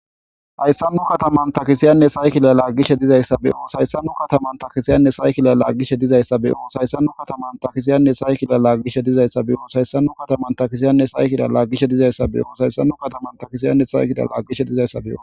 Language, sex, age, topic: Gamo, male, 18-24, government